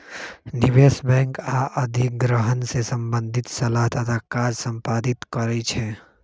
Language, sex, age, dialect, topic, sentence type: Magahi, male, 25-30, Western, banking, statement